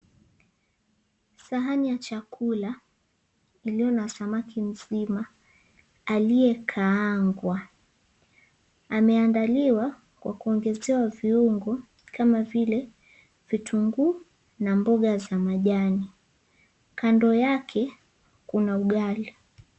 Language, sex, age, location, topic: Swahili, female, 18-24, Mombasa, agriculture